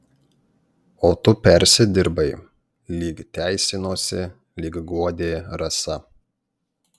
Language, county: Lithuanian, Panevėžys